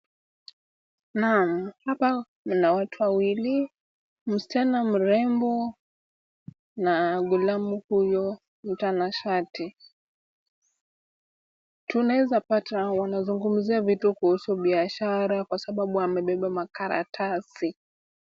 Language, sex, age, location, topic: Swahili, female, 18-24, Kisumu, finance